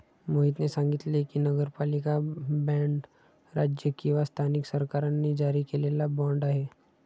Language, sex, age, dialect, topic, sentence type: Marathi, male, 31-35, Standard Marathi, banking, statement